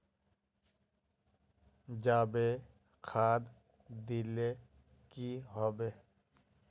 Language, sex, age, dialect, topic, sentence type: Magahi, male, 18-24, Northeastern/Surjapuri, agriculture, question